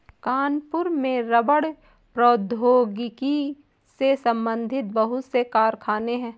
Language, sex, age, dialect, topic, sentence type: Hindi, female, 18-24, Awadhi Bundeli, agriculture, statement